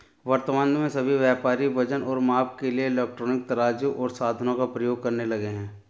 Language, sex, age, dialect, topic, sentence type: Hindi, male, 36-40, Marwari Dhudhari, agriculture, statement